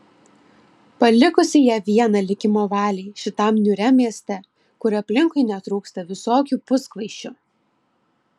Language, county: Lithuanian, Klaipėda